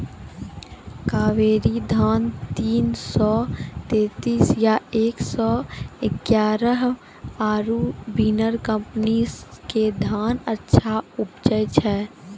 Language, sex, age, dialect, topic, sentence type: Maithili, female, 51-55, Angika, agriculture, question